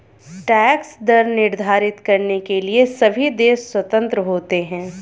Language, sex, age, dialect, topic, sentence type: Hindi, female, 25-30, Hindustani Malvi Khadi Boli, banking, statement